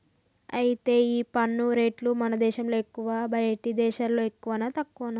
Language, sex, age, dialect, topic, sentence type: Telugu, female, 41-45, Telangana, banking, statement